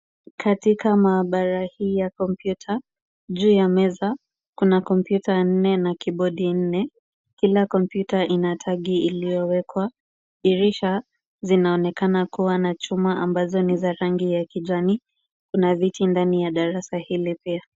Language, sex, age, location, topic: Swahili, female, 18-24, Kisumu, education